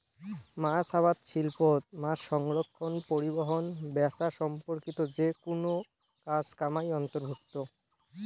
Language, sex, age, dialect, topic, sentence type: Bengali, male, <18, Rajbangshi, agriculture, statement